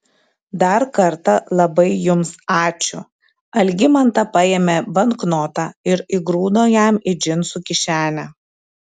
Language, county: Lithuanian, Klaipėda